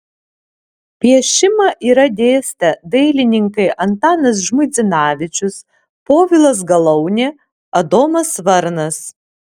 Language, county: Lithuanian, Alytus